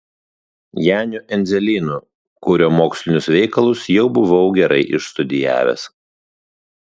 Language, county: Lithuanian, Kaunas